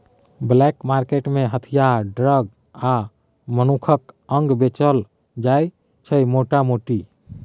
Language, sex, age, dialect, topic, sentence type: Maithili, male, 31-35, Bajjika, banking, statement